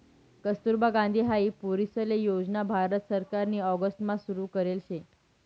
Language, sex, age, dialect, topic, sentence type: Marathi, female, 18-24, Northern Konkan, banking, statement